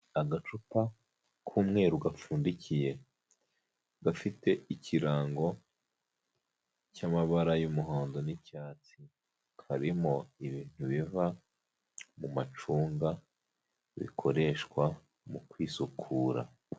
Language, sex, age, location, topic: Kinyarwanda, male, 25-35, Huye, health